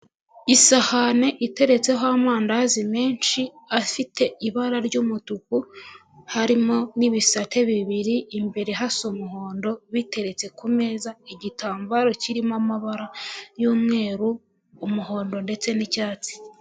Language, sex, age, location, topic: Kinyarwanda, female, 25-35, Huye, finance